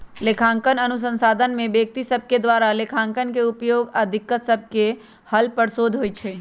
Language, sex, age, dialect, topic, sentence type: Magahi, female, 25-30, Western, banking, statement